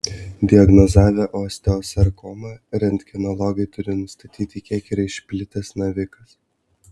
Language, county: Lithuanian, Vilnius